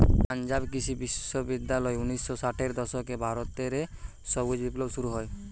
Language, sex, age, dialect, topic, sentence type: Bengali, male, 18-24, Western, agriculture, statement